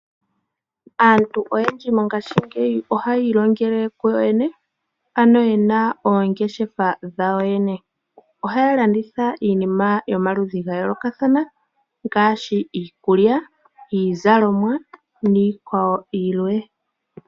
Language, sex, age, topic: Oshiwambo, male, 18-24, finance